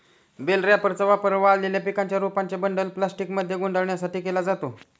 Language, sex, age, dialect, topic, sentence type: Marathi, male, 46-50, Standard Marathi, agriculture, statement